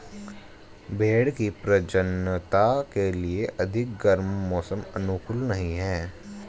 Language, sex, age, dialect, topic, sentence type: Hindi, male, 18-24, Hindustani Malvi Khadi Boli, agriculture, statement